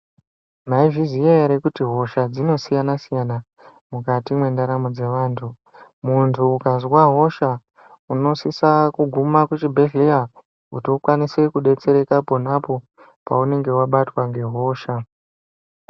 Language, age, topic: Ndau, 18-24, health